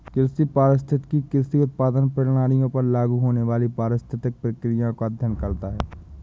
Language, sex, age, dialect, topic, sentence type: Hindi, male, 25-30, Awadhi Bundeli, agriculture, statement